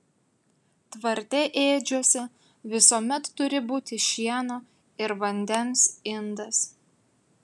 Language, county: Lithuanian, Utena